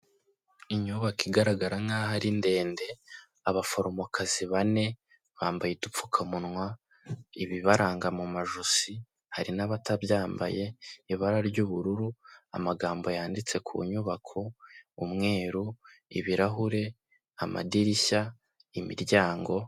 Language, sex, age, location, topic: Kinyarwanda, male, 18-24, Kigali, health